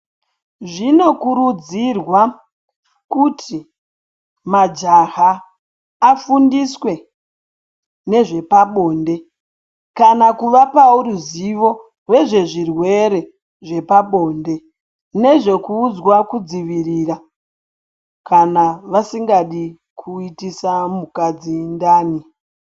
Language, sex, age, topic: Ndau, male, 18-24, health